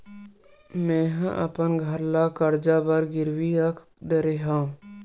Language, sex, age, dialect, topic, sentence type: Chhattisgarhi, male, 18-24, Western/Budati/Khatahi, banking, statement